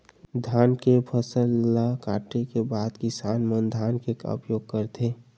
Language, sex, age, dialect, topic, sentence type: Chhattisgarhi, male, 46-50, Western/Budati/Khatahi, agriculture, question